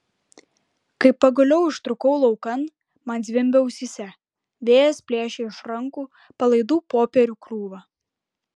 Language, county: Lithuanian, Klaipėda